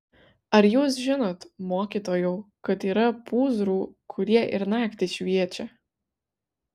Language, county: Lithuanian, Vilnius